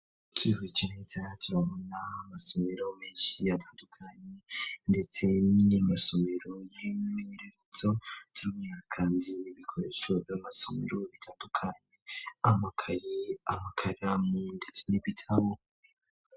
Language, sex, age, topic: Rundi, male, 18-24, education